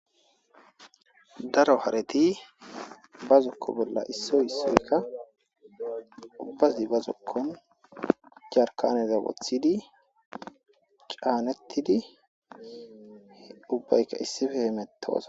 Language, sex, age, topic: Gamo, female, 18-24, agriculture